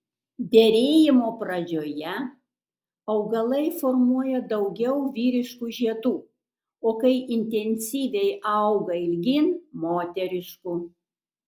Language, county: Lithuanian, Kaunas